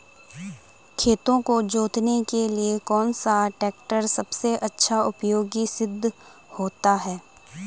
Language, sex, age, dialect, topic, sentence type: Hindi, female, 18-24, Garhwali, agriculture, question